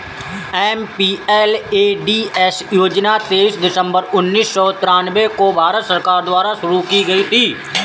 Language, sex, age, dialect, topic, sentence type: Hindi, male, 25-30, Awadhi Bundeli, banking, statement